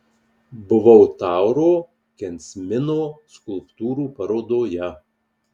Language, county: Lithuanian, Marijampolė